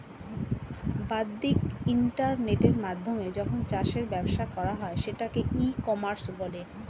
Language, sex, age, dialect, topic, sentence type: Bengali, female, 36-40, Standard Colloquial, agriculture, statement